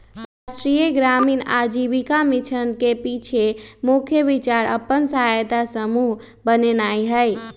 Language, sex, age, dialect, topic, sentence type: Magahi, male, 18-24, Western, banking, statement